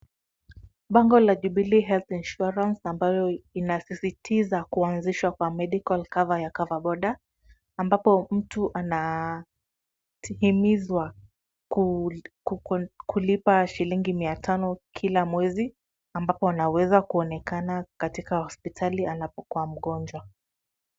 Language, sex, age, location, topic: Swahili, female, 25-35, Kisumu, finance